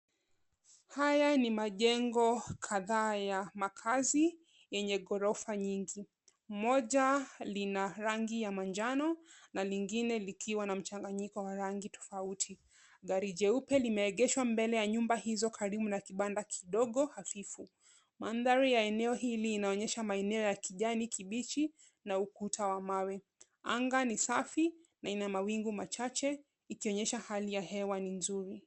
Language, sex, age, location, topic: Swahili, female, 25-35, Nairobi, finance